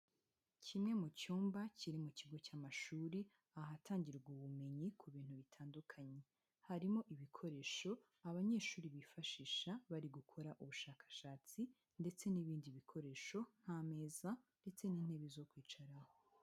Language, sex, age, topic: Kinyarwanda, female, 25-35, education